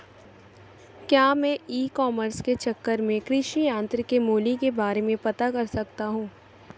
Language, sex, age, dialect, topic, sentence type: Hindi, female, 18-24, Marwari Dhudhari, agriculture, question